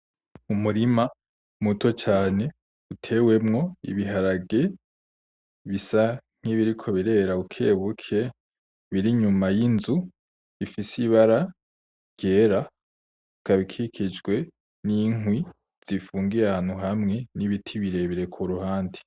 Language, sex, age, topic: Rundi, male, 18-24, agriculture